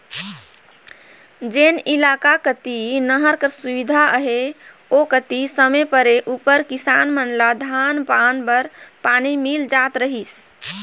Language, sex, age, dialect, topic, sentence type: Chhattisgarhi, female, 31-35, Northern/Bhandar, agriculture, statement